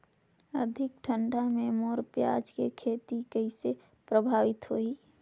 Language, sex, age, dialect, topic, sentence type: Chhattisgarhi, female, 18-24, Northern/Bhandar, agriculture, question